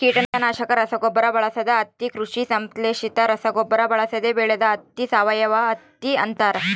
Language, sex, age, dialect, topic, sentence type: Kannada, female, 25-30, Central, agriculture, statement